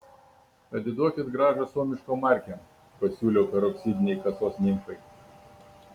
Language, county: Lithuanian, Kaunas